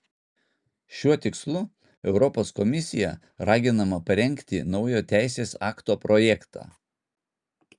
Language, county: Lithuanian, Utena